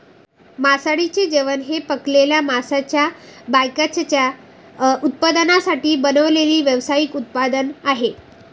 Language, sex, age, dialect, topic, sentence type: Marathi, female, 18-24, Varhadi, agriculture, statement